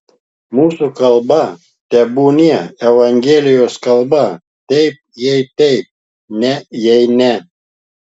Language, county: Lithuanian, Klaipėda